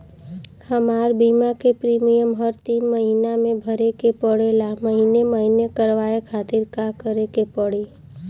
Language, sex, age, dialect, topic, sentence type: Bhojpuri, female, 25-30, Southern / Standard, banking, question